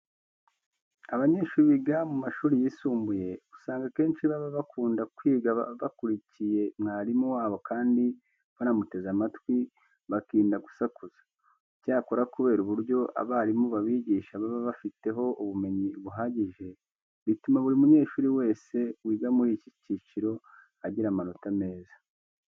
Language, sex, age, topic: Kinyarwanda, male, 25-35, education